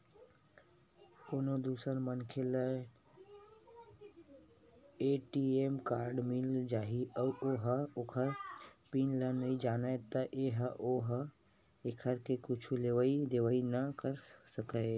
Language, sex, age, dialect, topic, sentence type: Chhattisgarhi, male, 18-24, Western/Budati/Khatahi, banking, statement